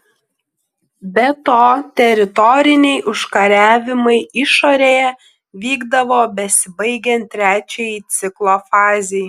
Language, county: Lithuanian, Klaipėda